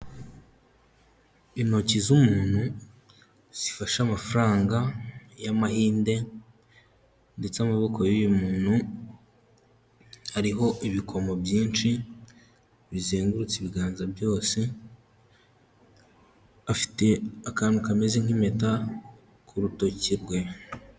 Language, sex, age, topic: Kinyarwanda, male, 18-24, finance